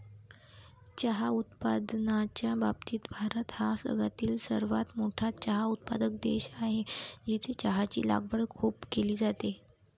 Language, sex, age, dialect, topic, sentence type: Marathi, female, 18-24, Varhadi, agriculture, statement